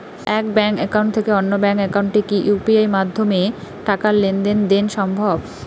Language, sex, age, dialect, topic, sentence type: Bengali, female, 25-30, Rajbangshi, banking, question